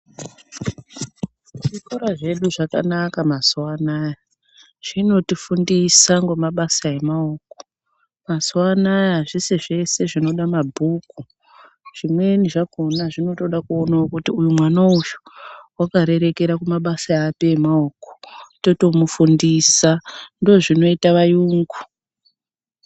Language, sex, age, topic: Ndau, female, 36-49, education